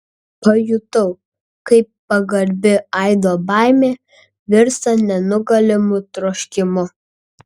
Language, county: Lithuanian, Kaunas